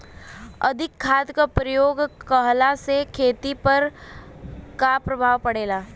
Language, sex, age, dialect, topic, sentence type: Bhojpuri, female, 18-24, Western, agriculture, question